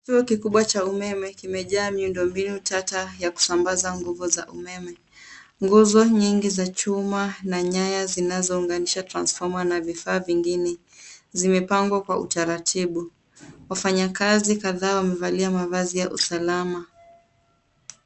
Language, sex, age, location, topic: Swahili, female, 25-35, Nairobi, government